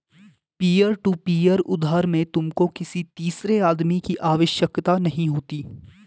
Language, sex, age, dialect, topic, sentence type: Hindi, male, 18-24, Garhwali, banking, statement